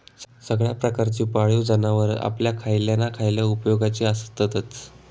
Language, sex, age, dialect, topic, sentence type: Marathi, male, 18-24, Southern Konkan, agriculture, statement